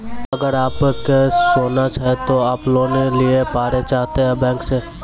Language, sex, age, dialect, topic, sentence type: Maithili, male, 25-30, Angika, banking, question